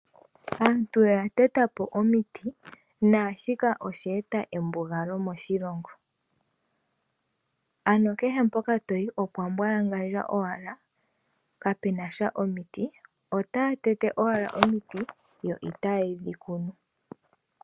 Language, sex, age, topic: Oshiwambo, female, 18-24, agriculture